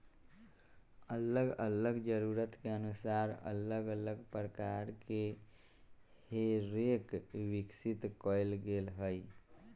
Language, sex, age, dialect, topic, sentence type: Magahi, male, 41-45, Western, agriculture, statement